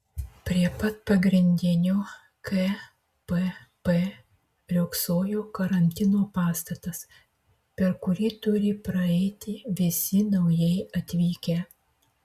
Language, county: Lithuanian, Marijampolė